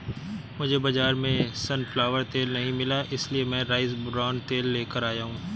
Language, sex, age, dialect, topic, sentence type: Hindi, male, 31-35, Awadhi Bundeli, agriculture, statement